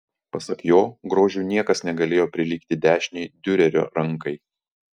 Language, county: Lithuanian, Vilnius